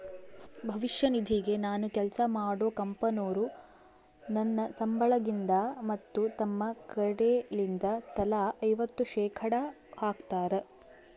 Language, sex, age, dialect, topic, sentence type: Kannada, female, 36-40, Central, banking, statement